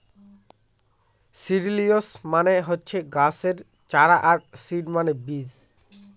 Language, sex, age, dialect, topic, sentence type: Bengali, male, <18, Northern/Varendri, agriculture, statement